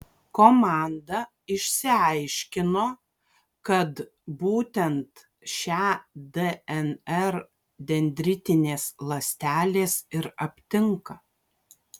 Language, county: Lithuanian, Kaunas